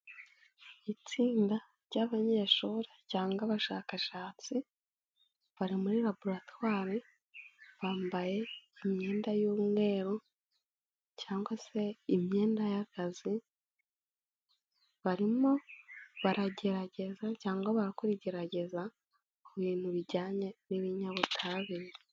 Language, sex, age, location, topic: Kinyarwanda, female, 18-24, Kigali, health